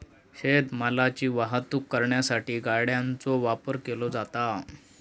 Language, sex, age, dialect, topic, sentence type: Marathi, male, 36-40, Southern Konkan, agriculture, statement